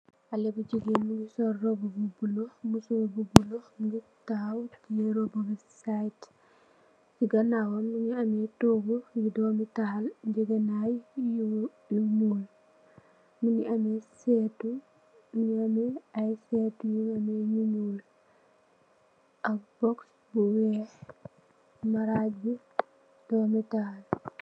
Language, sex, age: Wolof, female, 18-24